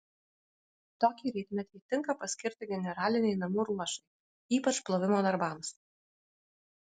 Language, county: Lithuanian, Alytus